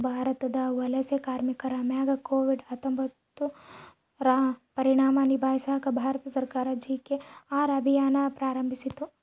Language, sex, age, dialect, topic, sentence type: Kannada, female, 18-24, Central, banking, statement